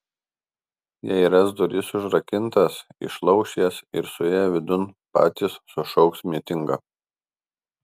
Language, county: Lithuanian, Kaunas